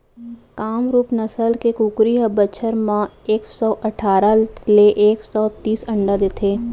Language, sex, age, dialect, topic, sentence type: Chhattisgarhi, female, 25-30, Central, agriculture, statement